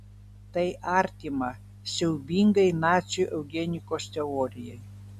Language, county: Lithuanian, Vilnius